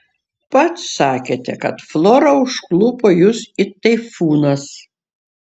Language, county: Lithuanian, Šiauliai